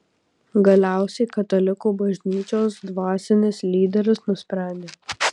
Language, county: Lithuanian, Kaunas